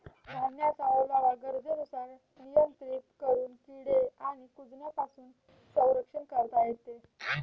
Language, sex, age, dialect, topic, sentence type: Marathi, female, 18-24, Standard Marathi, agriculture, statement